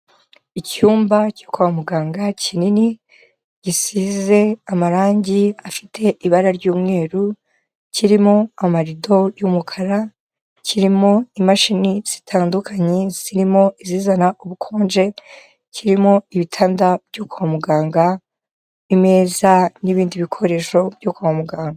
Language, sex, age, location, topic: Kinyarwanda, female, 25-35, Kigali, health